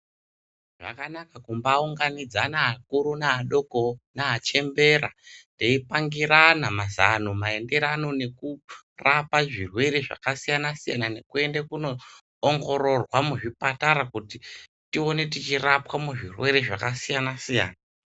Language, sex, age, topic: Ndau, male, 18-24, health